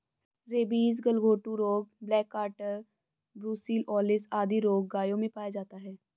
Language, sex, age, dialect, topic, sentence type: Hindi, female, 25-30, Hindustani Malvi Khadi Boli, agriculture, statement